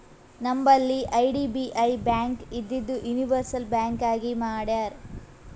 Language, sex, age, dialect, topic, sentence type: Kannada, female, 18-24, Northeastern, banking, statement